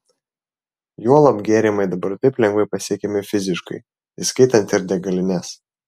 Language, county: Lithuanian, Vilnius